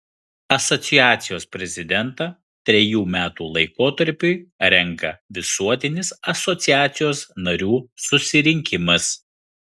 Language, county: Lithuanian, Kaunas